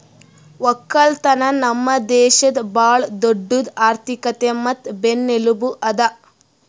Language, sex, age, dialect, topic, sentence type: Kannada, female, 18-24, Northeastern, agriculture, statement